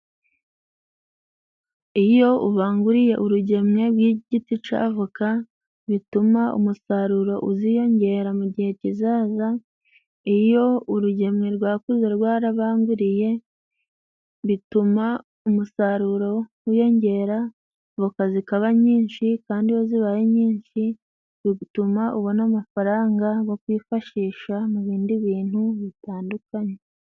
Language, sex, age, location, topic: Kinyarwanda, female, 18-24, Musanze, agriculture